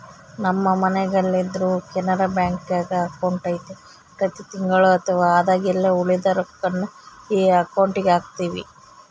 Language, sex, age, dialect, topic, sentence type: Kannada, female, 18-24, Central, banking, statement